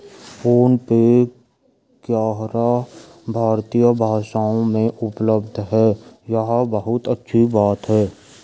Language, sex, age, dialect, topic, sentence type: Hindi, male, 56-60, Garhwali, banking, statement